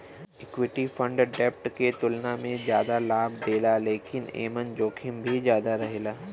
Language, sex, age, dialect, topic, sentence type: Bhojpuri, male, 18-24, Western, banking, statement